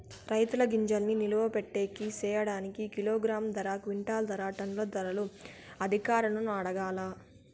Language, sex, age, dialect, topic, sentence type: Telugu, female, 18-24, Southern, agriculture, question